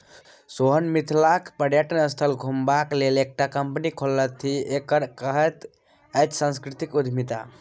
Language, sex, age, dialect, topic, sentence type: Maithili, male, 31-35, Bajjika, banking, statement